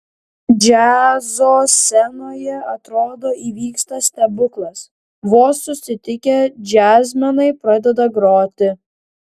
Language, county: Lithuanian, Klaipėda